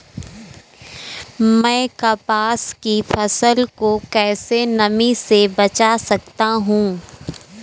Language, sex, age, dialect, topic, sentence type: Hindi, female, 18-24, Awadhi Bundeli, agriculture, question